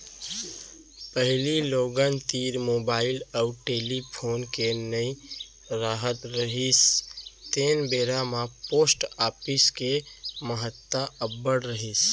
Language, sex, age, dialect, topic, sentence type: Chhattisgarhi, male, 18-24, Central, banking, statement